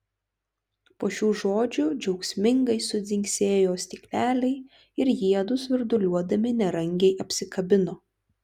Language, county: Lithuanian, Telšiai